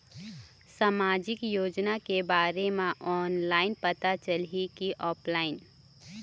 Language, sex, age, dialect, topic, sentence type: Chhattisgarhi, female, 25-30, Eastern, banking, question